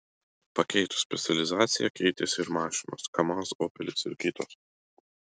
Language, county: Lithuanian, Utena